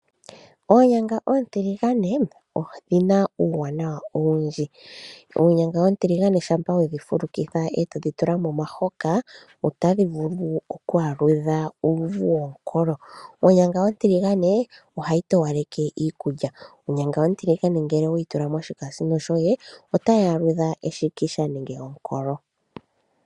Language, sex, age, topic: Oshiwambo, female, 25-35, agriculture